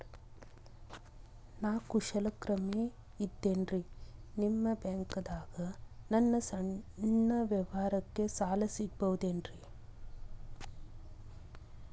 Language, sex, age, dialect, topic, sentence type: Kannada, female, 36-40, Dharwad Kannada, banking, question